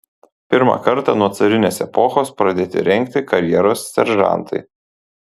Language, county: Lithuanian, Panevėžys